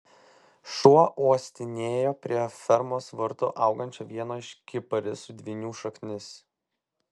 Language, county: Lithuanian, Vilnius